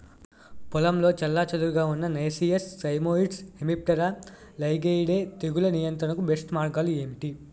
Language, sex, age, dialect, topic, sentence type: Telugu, male, 18-24, Utterandhra, agriculture, question